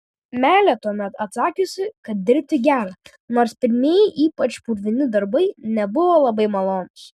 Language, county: Lithuanian, Vilnius